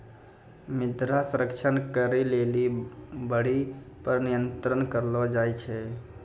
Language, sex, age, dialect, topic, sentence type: Maithili, male, 25-30, Angika, agriculture, statement